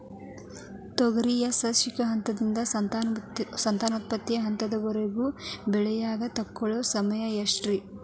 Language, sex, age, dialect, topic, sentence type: Kannada, female, 18-24, Dharwad Kannada, agriculture, question